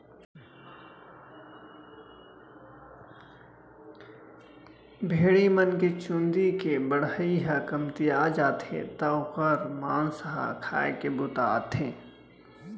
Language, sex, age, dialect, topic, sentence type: Chhattisgarhi, male, 25-30, Central, agriculture, statement